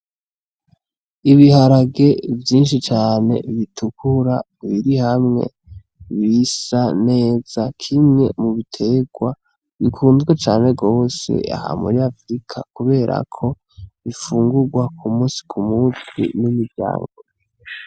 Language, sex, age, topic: Rundi, male, 18-24, agriculture